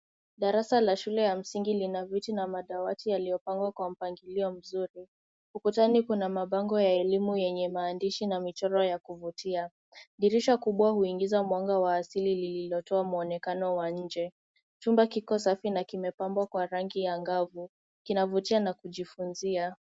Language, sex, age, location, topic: Swahili, female, 18-24, Nairobi, education